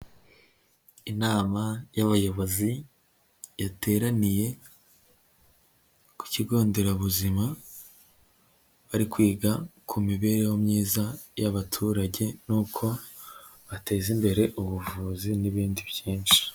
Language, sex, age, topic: Kinyarwanda, male, 18-24, health